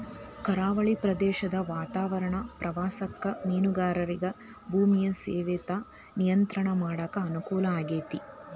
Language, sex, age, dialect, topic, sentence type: Kannada, female, 31-35, Dharwad Kannada, agriculture, statement